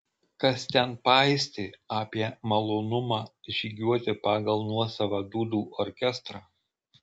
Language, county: Lithuanian, Marijampolė